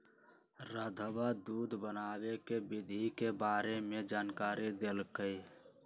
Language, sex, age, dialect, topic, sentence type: Magahi, male, 46-50, Western, agriculture, statement